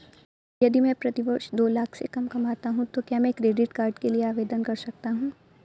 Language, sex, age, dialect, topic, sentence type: Hindi, female, 18-24, Awadhi Bundeli, banking, question